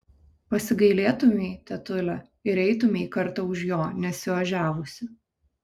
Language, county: Lithuanian, Kaunas